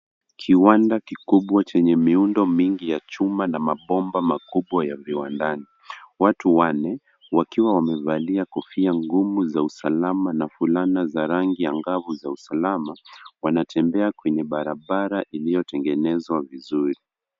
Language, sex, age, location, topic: Swahili, male, 18-24, Nairobi, government